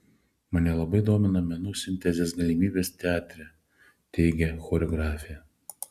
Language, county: Lithuanian, Šiauliai